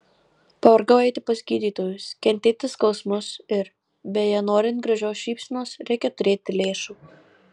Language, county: Lithuanian, Marijampolė